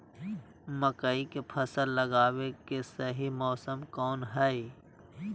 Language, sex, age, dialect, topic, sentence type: Magahi, male, 31-35, Southern, agriculture, question